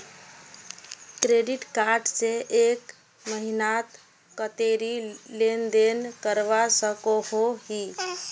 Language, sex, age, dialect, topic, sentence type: Magahi, female, 25-30, Northeastern/Surjapuri, banking, question